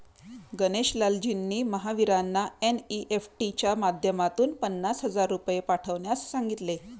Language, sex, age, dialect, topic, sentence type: Marathi, female, 31-35, Standard Marathi, banking, statement